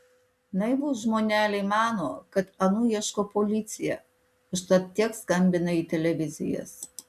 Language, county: Lithuanian, Alytus